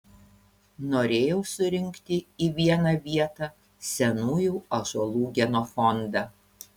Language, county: Lithuanian, Panevėžys